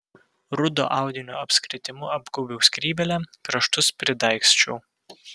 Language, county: Lithuanian, Vilnius